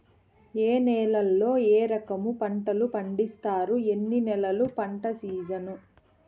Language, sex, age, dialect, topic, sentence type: Telugu, female, 31-35, Southern, agriculture, question